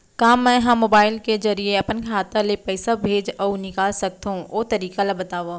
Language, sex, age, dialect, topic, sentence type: Chhattisgarhi, female, 31-35, Central, banking, question